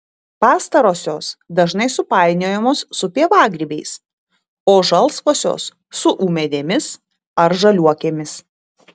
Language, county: Lithuanian, Utena